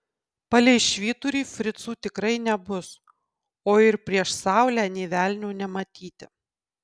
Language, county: Lithuanian, Kaunas